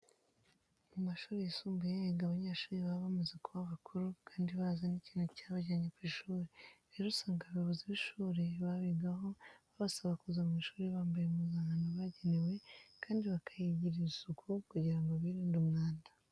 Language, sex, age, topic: Kinyarwanda, female, 25-35, education